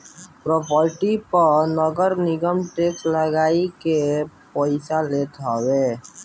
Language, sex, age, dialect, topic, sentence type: Bhojpuri, male, <18, Northern, banking, statement